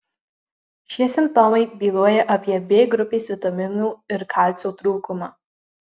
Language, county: Lithuanian, Marijampolė